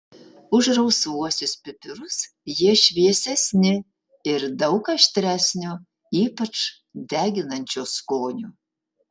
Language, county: Lithuanian, Utena